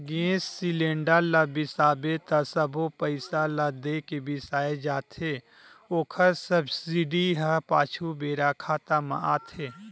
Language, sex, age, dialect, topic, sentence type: Chhattisgarhi, male, 31-35, Western/Budati/Khatahi, banking, statement